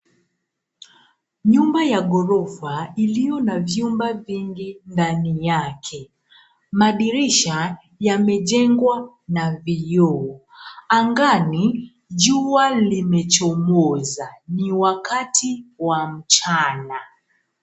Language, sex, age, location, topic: Swahili, female, 25-35, Nairobi, finance